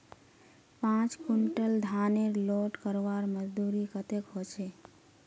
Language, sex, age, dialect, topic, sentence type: Magahi, female, 18-24, Northeastern/Surjapuri, agriculture, question